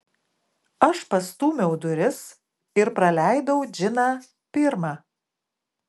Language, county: Lithuanian, Klaipėda